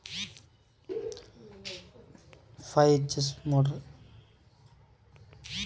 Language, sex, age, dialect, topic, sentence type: Telugu, male, 18-24, Telangana, agriculture, question